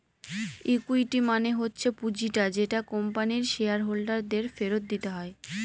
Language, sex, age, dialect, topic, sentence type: Bengali, female, 18-24, Northern/Varendri, banking, statement